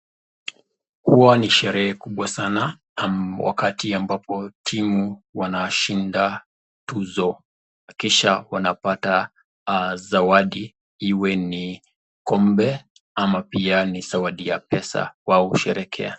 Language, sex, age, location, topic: Swahili, male, 25-35, Nakuru, government